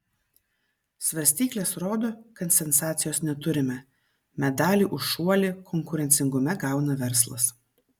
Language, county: Lithuanian, Vilnius